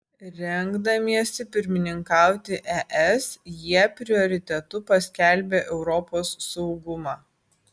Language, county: Lithuanian, Vilnius